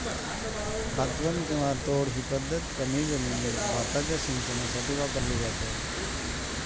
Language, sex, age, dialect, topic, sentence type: Marathi, male, 56-60, Northern Konkan, agriculture, statement